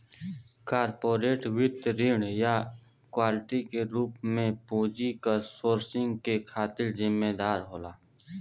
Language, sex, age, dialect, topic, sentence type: Bhojpuri, male, 18-24, Western, banking, statement